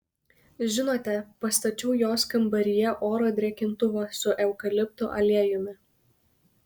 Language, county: Lithuanian, Kaunas